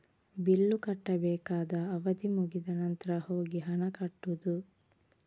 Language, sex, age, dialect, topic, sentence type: Kannada, female, 18-24, Coastal/Dakshin, banking, statement